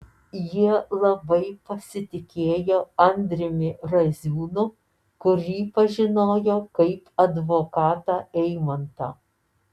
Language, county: Lithuanian, Alytus